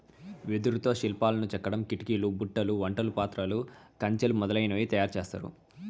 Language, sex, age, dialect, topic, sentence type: Telugu, male, 18-24, Southern, agriculture, statement